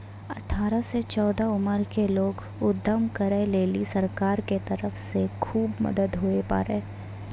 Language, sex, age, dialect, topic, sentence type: Maithili, female, 41-45, Angika, banking, statement